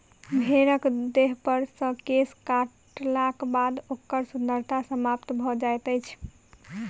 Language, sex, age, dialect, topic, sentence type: Maithili, female, 18-24, Southern/Standard, agriculture, statement